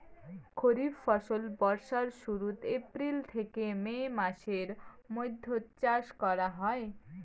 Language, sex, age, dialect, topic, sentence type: Bengali, female, 18-24, Rajbangshi, agriculture, statement